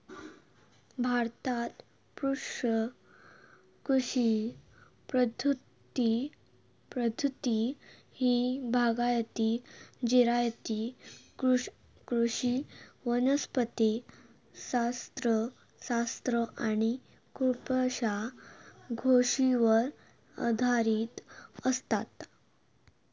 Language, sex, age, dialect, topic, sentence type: Marathi, female, 18-24, Southern Konkan, agriculture, statement